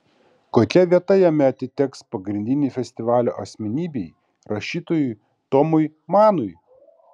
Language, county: Lithuanian, Kaunas